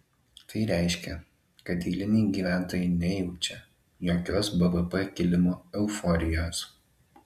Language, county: Lithuanian, Alytus